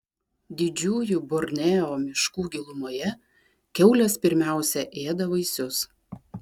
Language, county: Lithuanian, Klaipėda